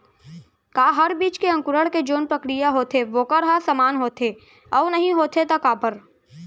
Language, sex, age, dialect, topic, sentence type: Chhattisgarhi, male, 46-50, Central, agriculture, question